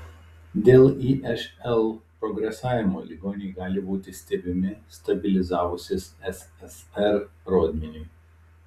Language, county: Lithuanian, Telšiai